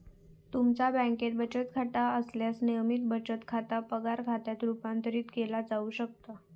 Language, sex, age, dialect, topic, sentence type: Marathi, female, 31-35, Southern Konkan, banking, statement